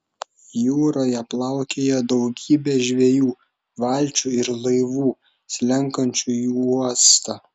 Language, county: Lithuanian, Šiauliai